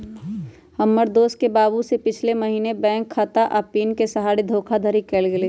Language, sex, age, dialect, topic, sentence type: Magahi, female, 18-24, Western, banking, statement